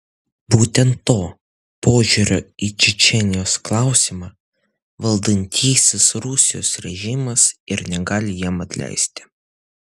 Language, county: Lithuanian, Utena